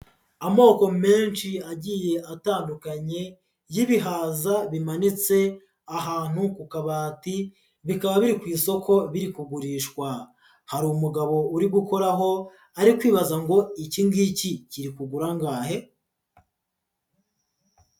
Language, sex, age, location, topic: Kinyarwanda, female, 25-35, Huye, agriculture